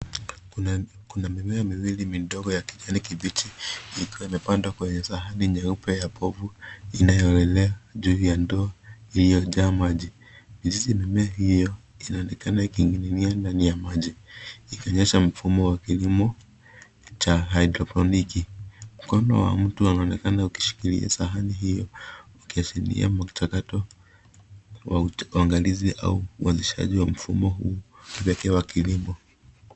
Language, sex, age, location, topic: Swahili, male, 25-35, Nairobi, agriculture